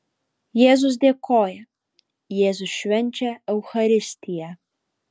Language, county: Lithuanian, Alytus